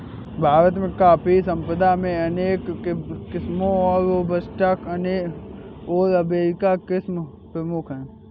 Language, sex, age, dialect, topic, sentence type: Hindi, male, 18-24, Awadhi Bundeli, agriculture, statement